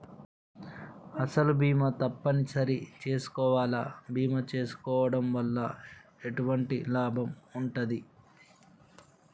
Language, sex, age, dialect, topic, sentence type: Telugu, male, 36-40, Telangana, banking, question